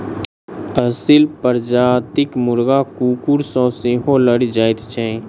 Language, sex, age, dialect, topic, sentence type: Maithili, male, 25-30, Southern/Standard, agriculture, statement